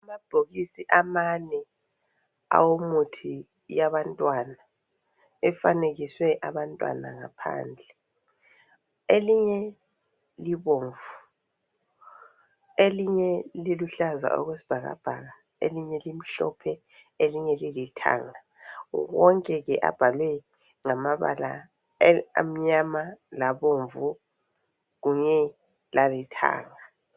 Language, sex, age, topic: North Ndebele, female, 50+, health